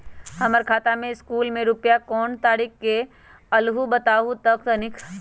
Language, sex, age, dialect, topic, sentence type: Magahi, male, 25-30, Western, banking, question